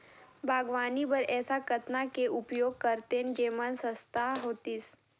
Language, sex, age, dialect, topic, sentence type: Chhattisgarhi, female, 18-24, Northern/Bhandar, agriculture, question